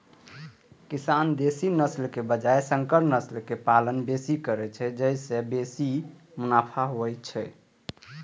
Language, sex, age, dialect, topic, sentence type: Maithili, male, 18-24, Eastern / Thethi, agriculture, statement